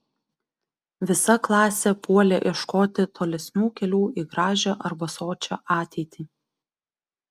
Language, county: Lithuanian, Vilnius